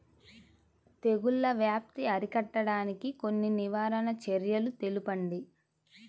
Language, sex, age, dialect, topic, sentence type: Telugu, female, 25-30, Central/Coastal, agriculture, question